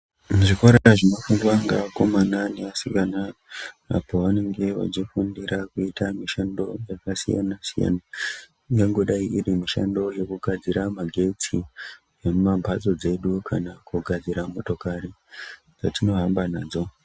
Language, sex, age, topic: Ndau, female, 50+, education